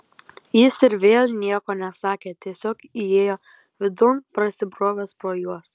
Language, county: Lithuanian, Kaunas